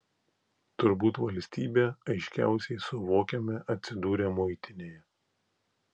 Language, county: Lithuanian, Klaipėda